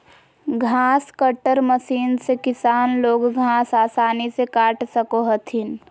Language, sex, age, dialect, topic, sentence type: Magahi, female, 18-24, Southern, agriculture, statement